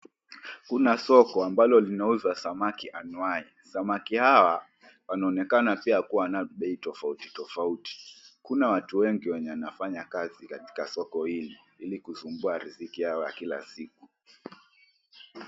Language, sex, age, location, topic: Swahili, male, 18-24, Mombasa, agriculture